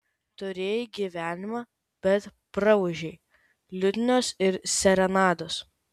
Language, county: Lithuanian, Kaunas